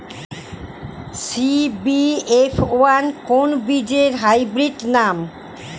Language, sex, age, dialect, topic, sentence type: Bengali, female, 60-100, Standard Colloquial, agriculture, question